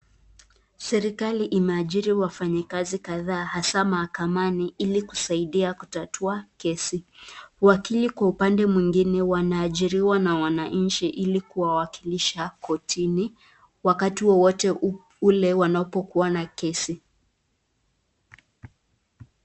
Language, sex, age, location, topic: Swahili, female, 25-35, Nakuru, government